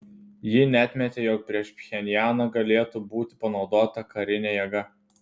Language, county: Lithuanian, Telšiai